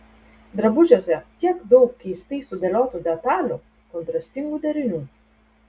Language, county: Lithuanian, Telšiai